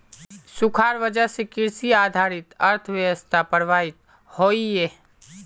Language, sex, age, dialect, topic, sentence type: Magahi, male, 18-24, Northeastern/Surjapuri, agriculture, statement